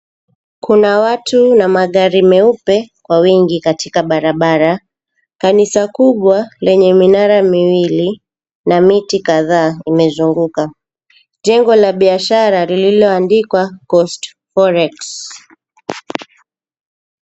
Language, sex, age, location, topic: Swahili, female, 25-35, Mombasa, government